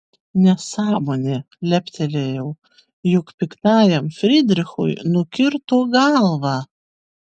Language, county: Lithuanian, Vilnius